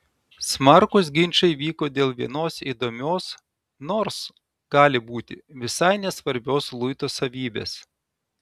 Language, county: Lithuanian, Telšiai